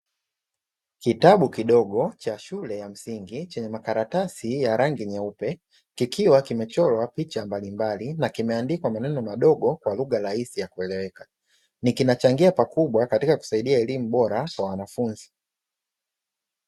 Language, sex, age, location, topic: Swahili, male, 25-35, Dar es Salaam, education